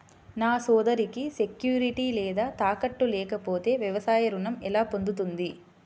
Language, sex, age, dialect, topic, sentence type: Telugu, female, 25-30, Central/Coastal, agriculture, statement